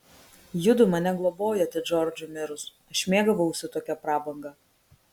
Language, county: Lithuanian, Kaunas